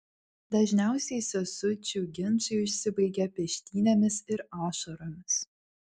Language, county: Lithuanian, Vilnius